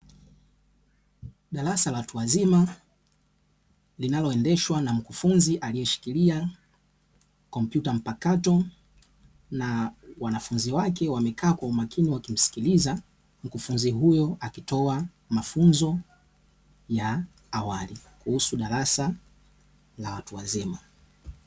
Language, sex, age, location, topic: Swahili, male, 18-24, Dar es Salaam, education